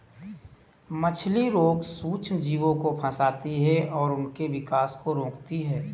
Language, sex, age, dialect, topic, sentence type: Hindi, male, 36-40, Kanauji Braj Bhasha, agriculture, statement